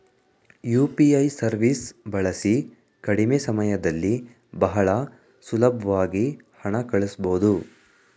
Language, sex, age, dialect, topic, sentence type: Kannada, male, 18-24, Mysore Kannada, banking, statement